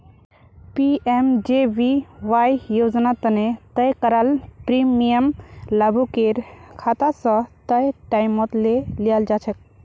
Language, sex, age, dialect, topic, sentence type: Magahi, female, 18-24, Northeastern/Surjapuri, banking, statement